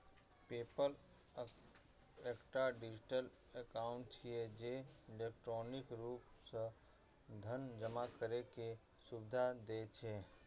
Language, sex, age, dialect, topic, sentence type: Maithili, male, 31-35, Eastern / Thethi, banking, statement